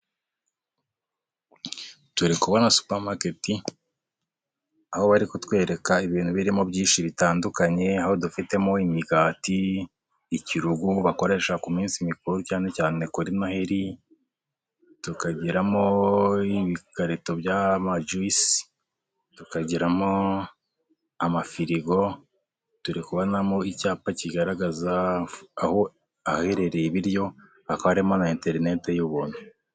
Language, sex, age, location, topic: Kinyarwanda, male, 25-35, Huye, finance